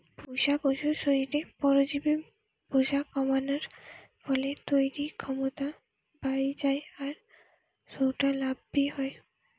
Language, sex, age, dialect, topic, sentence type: Bengali, female, 18-24, Western, agriculture, statement